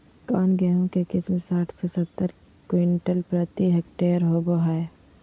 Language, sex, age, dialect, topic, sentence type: Magahi, female, 51-55, Southern, agriculture, question